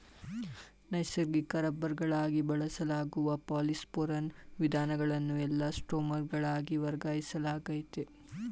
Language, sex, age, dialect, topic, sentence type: Kannada, male, 18-24, Mysore Kannada, agriculture, statement